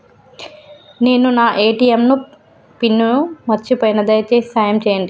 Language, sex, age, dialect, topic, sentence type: Telugu, female, 31-35, Telangana, banking, statement